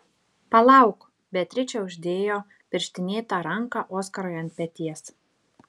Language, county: Lithuanian, Šiauliai